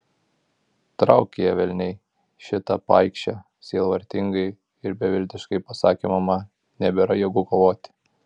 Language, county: Lithuanian, Kaunas